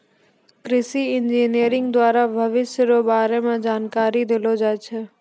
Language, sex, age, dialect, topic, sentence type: Maithili, female, 18-24, Angika, agriculture, statement